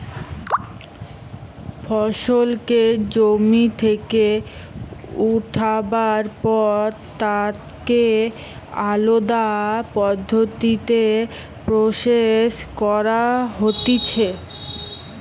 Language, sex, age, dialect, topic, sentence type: Bengali, female, 18-24, Western, agriculture, statement